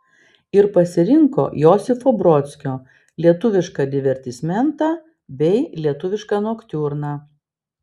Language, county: Lithuanian, Vilnius